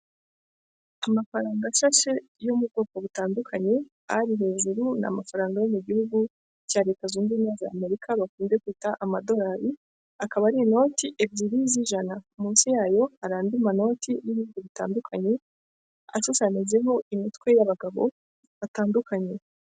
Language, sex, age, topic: Kinyarwanda, female, 25-35, finance